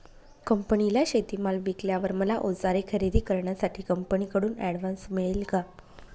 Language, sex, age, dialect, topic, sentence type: Marathi, female, 25-30, Northern Konkan, agriculture, question